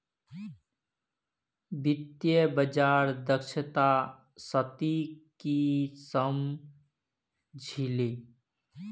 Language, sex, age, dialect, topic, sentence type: Magahi, male, 31-35, Northeastern/Surjapuri, banking, statement